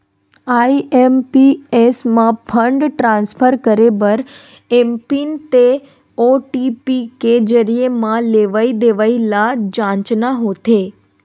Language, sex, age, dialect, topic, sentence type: Chhattisgarhi, female, 51-55, Western/Budati/Khatahi, banking, statement